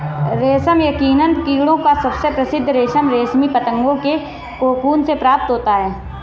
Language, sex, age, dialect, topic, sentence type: Hindi, female, 25-30, Marwari Dhudhari, agriculture, statement